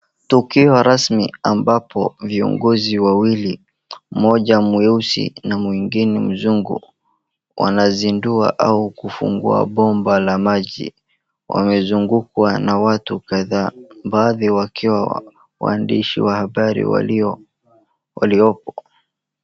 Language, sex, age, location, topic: Swahili, male, 36-49, Wajir, health